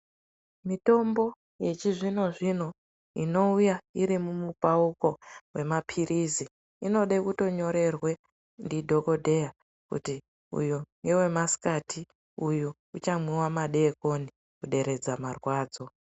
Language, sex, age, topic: Ndau, female, 25-35, health